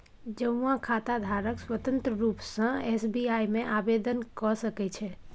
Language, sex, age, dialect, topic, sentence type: Maithili, female, 18-24, Bajjika, banking, statement